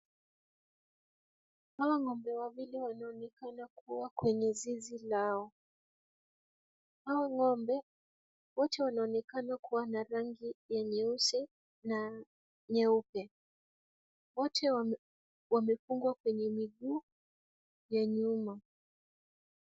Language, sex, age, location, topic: Swahili, female, 25-35, Kisumu, agriculture